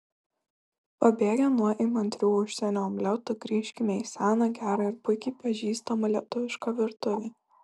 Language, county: Lithuanian, Šiauliai